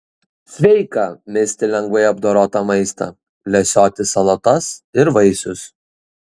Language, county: Lithuanian, Šiauliai